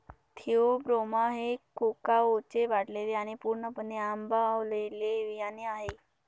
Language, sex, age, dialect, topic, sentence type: Marathi, male, 31-35, Northern Konkan, agriculture, statement